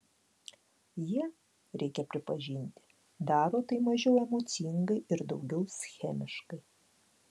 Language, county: Lithuanian, Klaipėda